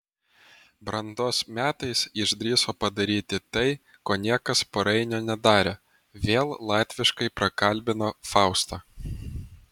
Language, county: Lithuanian, Vilnius